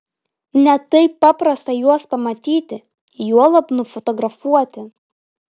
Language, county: Lithuanian, Telšiai